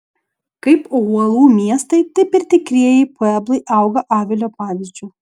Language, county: Lithuanian, Šiauliai